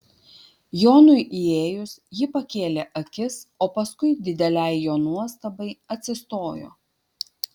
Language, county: Lithuanian, Vilnius